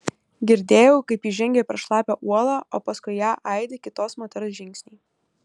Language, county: Lithuanian, Kaunas